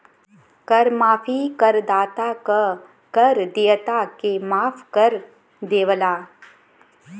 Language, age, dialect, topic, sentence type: Bhojpuri, 25-30, Western, banking, statement